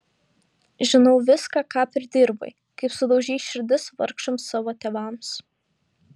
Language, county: Lithuanian, Šiauliai